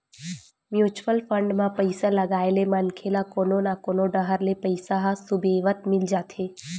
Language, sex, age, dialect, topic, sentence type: Chhattisgarhi, female, 18-24, Western/Budati/Khatahi, banking, statement